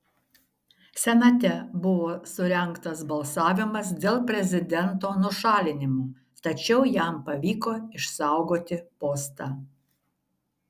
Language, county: Lithuanian, Šiauliai